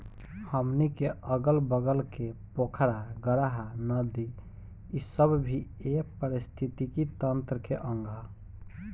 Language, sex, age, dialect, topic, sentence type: Bhojpuri, male, 18-24, Southern / Standard, agriculture, statement